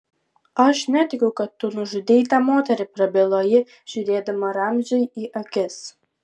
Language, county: Lithuanian, Vilnius